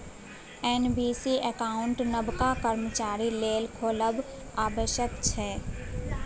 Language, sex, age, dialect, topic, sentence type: Maithili, female, 18-24, Bajjika, banking, statement